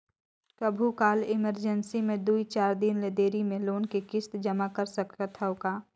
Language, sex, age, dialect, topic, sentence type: Chhattisgarhi, female, 18-24, Northern/Bhandar, banking, question